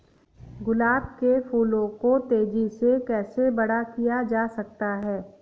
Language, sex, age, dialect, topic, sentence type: Hindi, female, 31-35, Awadhi Bundeli, agriculture, question